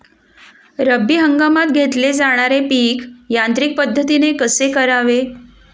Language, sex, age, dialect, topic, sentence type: Marathi, female, 41-45, Standard Marathi, agriculture, question